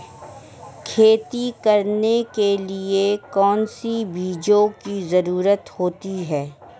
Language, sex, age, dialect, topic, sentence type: Hindi, female, 31-35, Marwari Dhudhari, agriculture, question